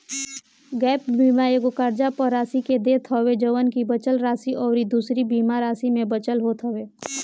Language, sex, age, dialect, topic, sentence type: Bhojpuri, female, 18-24, Northern, banking, statement